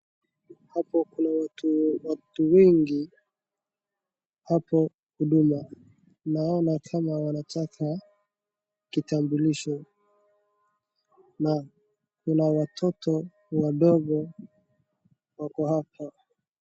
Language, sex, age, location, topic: Swahili, male, 18-24, Wajir, government